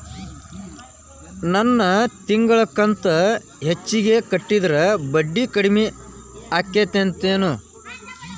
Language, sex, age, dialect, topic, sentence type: Kannada, male, 18-24, Dharwad Kannada, banking, question